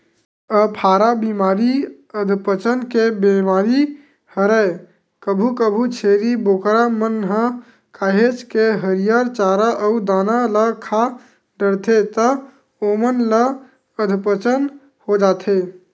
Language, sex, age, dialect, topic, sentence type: Chhattisgarhi, male, 18-24, Western/Budati/Khatahi, agriculture, statement